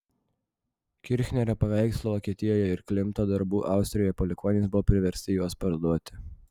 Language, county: Lithuanian, Vilnius